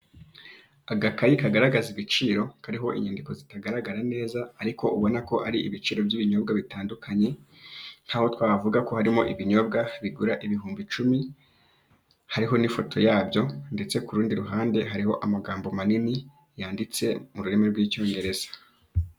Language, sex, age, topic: Kinyarwanda, male, 25-35, finance